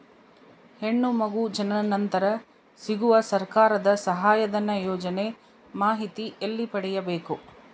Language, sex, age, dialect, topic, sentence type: Kannada, female, 31-35, Central, banking, question